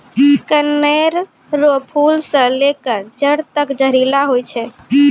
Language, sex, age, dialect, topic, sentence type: Maithili, female, 18-24, Angika, agriculture, statement